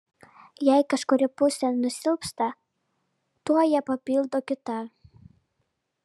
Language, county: Lithuanian, Vilnius